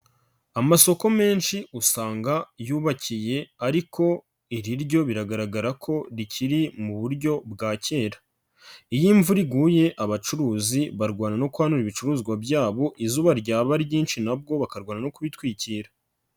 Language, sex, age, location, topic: Kinyarwanda, male, 25-35, Nyagatare, finance